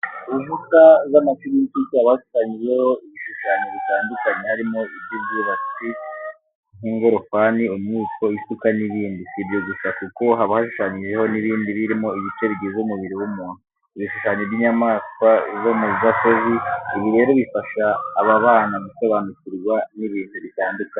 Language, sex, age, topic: Kinyarwanda, male, 18-24, education